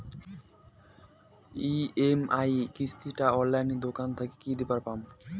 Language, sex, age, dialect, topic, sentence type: Bengali, male, 18-24, Rajbangshi, banking, question